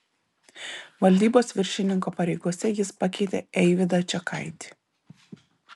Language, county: Lithuanian, Vilnius